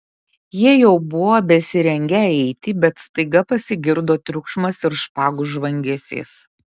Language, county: Lithuanian, Kaunas